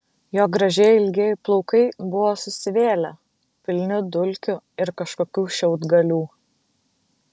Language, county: Lithuanian, Vilnius